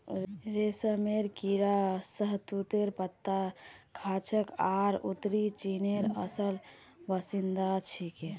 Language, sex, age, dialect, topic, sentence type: Magahi, female, 18-24, Northeastern/Surjapuri, agriculture, statement